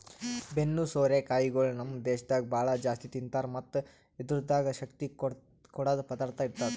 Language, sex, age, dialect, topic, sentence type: Kannada, male, 31-35, Northeastern, agriculture, statement